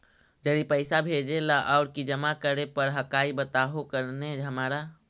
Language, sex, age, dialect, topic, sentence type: Magahi, male, 56-60, Central/Standard, banking, question